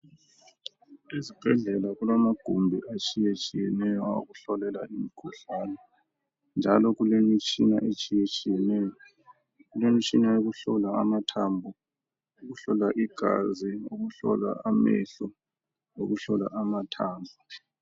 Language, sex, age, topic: North Ndebele, male, 36-49, health